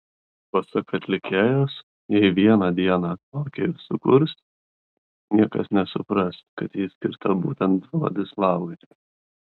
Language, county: Lithuanian, Kaunas